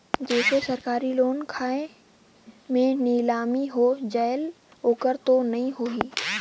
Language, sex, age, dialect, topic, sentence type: Chhattisgarhi, male, 18-24, Northern/Bhandar, banking, question